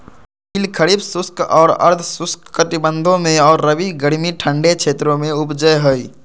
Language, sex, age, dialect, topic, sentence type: Magahi, male, 25-30, Southern, agriculture, statement